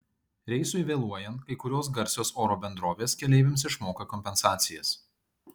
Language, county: Lithuanian, Kaunas